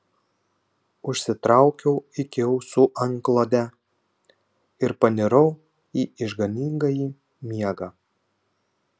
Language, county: Lithuanian, Panevėžys